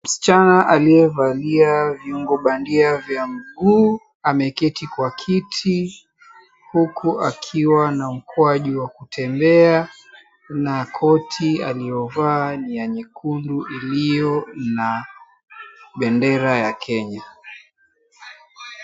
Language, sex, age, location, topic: Swahili, male, 36-49, Mombasa, education